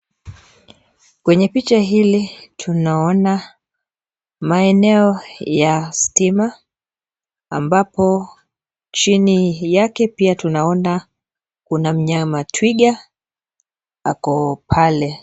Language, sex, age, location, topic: Swahili, female, 25-35, Nairobi, government